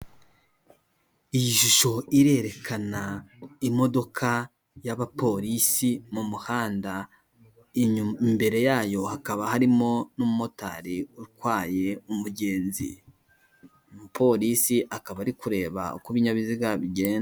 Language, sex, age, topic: Kinyarwanda, male, 18-24, government